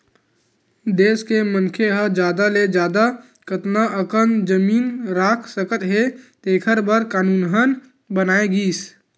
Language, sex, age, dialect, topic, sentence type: Chhattisgarhi, male, 18-24, Western/Budati/Khatahi, agriculture, statement